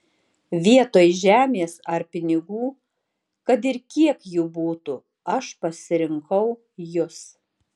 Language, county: Lithuanian, Tauragė